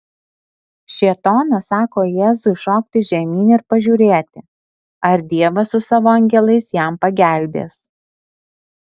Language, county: Lithuanian, Alytus